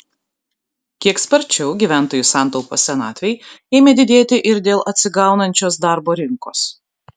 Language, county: Lithuanian, Kaunas